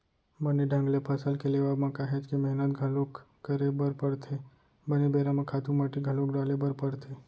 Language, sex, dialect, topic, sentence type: Chhattisgarhi, male, Central, banking, statement